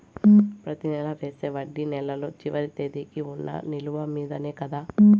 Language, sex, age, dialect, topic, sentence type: Telugu, female, 18-24, Southern, banking, question